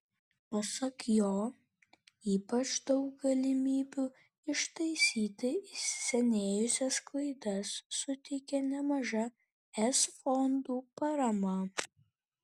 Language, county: Lithuanian, Kaunas